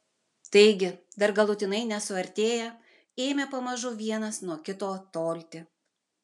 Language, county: Lithuanian, Vilnius